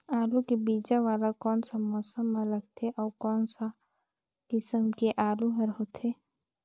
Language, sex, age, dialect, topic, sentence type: Chhattisgarhi, female, 56-60, Northern/Bhandar, agriculture, question